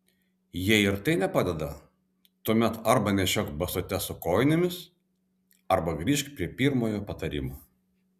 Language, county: Lithuanian, Vilnius